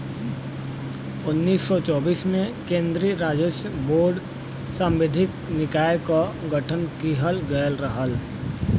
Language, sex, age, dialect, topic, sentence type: Bhojpuri, male, 60-100, Western, banking, statement